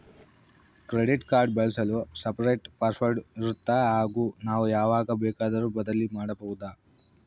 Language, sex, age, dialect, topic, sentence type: Kannada, male, 25-30, Central, banking, question